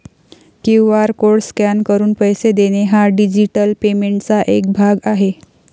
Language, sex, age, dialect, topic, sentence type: Marathi, female, 51-55, Varhadi, banking, statement